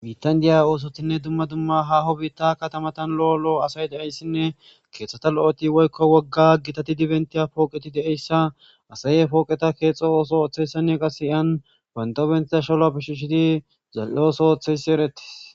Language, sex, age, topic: Gamo, male, 18-24, government